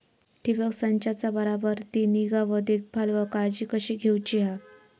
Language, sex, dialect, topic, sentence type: Marathi, female, Southern Konkan, agriculture, question